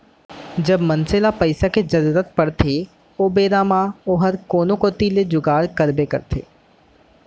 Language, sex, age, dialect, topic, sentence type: Chhattisgarhi, male, 18-24, Central, banking, statement